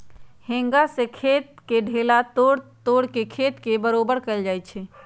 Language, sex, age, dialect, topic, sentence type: Magahi, female, 56-60, Western, agriculture, statement